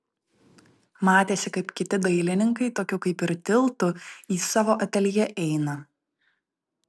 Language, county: Lithuanian, Vilnius